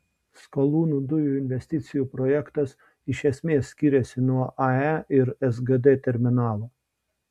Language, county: Lithuanian, Šiauliai